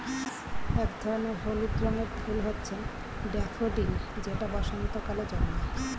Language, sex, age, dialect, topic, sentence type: Bengali, female, 41-45, Standard Colloquial, agriculture, statement